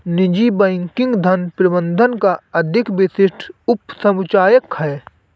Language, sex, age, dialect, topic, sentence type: Hindi, male, 25-30, Awadhi Bundeli, banking, statement